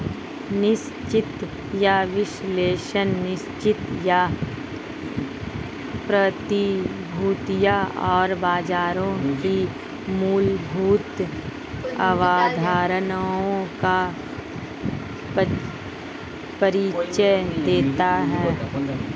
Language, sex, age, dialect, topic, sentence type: Hindi, female, 18-24, Hindustani Malvi Khadi Boli, banking, statement